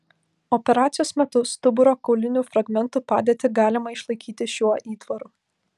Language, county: Lithuanian, Vilnius